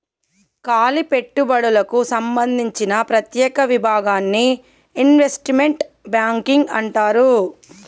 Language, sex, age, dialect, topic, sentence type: Telugu, male, 18-24, Telangana, banking, statement